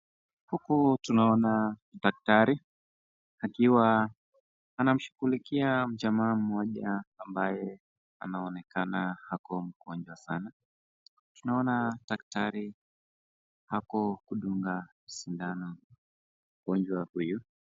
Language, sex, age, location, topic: Swahili, male, 25-35, Nakuru, health